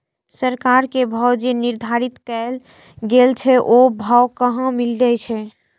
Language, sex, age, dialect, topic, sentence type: Maithili, female, 18-24, Eastern / Thethi, agriculture, question